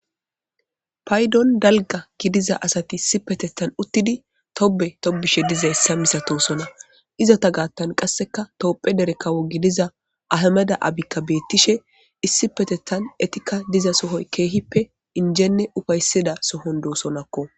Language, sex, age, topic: Gamo, male, 18-24, government